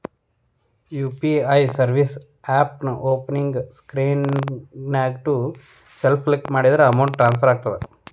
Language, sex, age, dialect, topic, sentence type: Kannada, male, 31-35, Dharwad Kannada, banking, statement